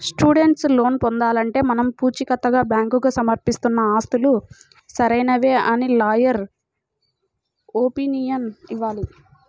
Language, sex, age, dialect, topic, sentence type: Telugu, female, 18-24, Central/Coastal, banking, statement